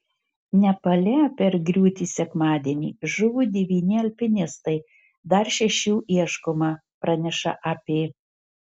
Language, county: Lithuanian, Marijampolė